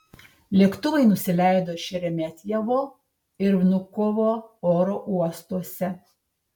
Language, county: Lithuanian, Tauragė